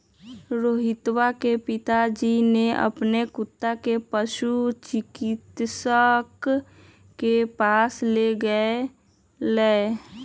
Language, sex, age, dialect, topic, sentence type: Magahi, female, 18-24, Western, agriculture, statement